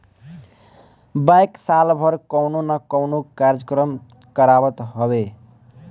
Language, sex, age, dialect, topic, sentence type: Bhojpuri, male, <18, Northern, banking, statement